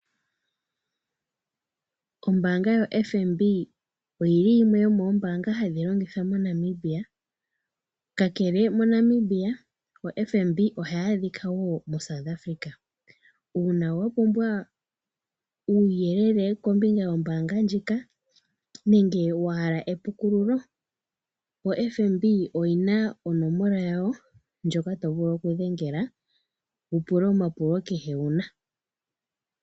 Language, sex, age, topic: Oshiwambo, female, 18-24, finance